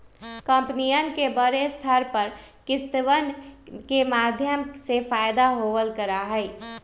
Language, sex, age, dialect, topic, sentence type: Magahi, female, 31-35, Western, banking, statement